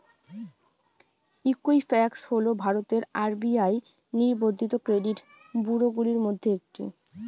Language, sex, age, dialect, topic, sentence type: Bengali, female, 18-24, Rajbangshi, banking, question